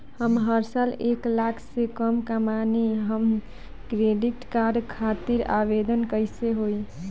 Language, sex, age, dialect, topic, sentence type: Bhojpuri, female, 18-24, Southern / Standard, banking, question